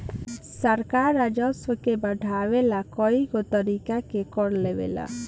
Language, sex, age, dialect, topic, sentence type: Bhojpuri, female, 18-24, Southern / Standard, banking, statement